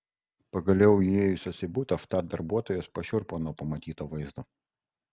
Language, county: Lithuanian, Kaunas